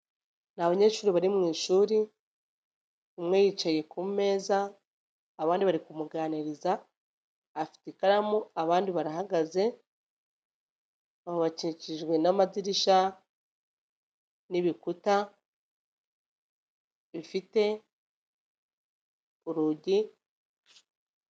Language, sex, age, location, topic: Kinyarwanda, female, 25-35, Nyagatare, education